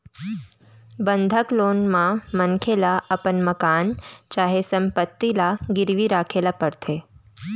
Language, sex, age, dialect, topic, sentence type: Chhattisgarhi, female, 18-24, Central, banking, statement